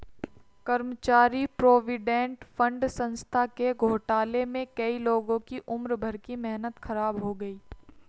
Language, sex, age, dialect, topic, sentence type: Hindi, female, 60-100, Marwari Dhudhari, banking, statement